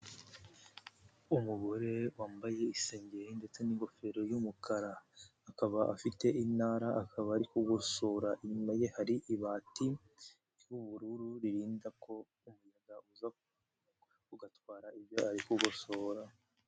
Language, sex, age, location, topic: Kinyarwanda, male, 18-24, Nyagatare, agriculture